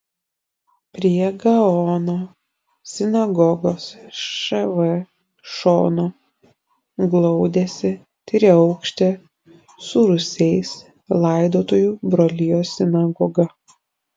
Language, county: Lithuanian, Šiauliai